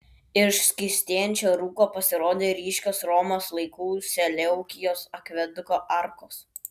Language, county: Lithuanian, Klaipėda